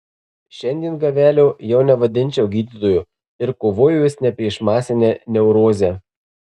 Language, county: Lithuanian, Marijampolė